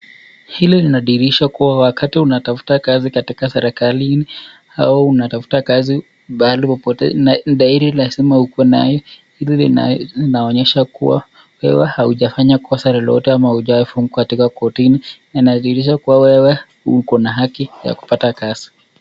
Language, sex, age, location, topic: Swahili, male, 36-49, Nakuru, finance